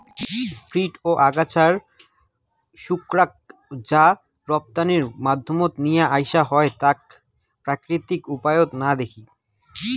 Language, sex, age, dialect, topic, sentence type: Bengali, male, 18-24, Rajbangshi, agriculture, statement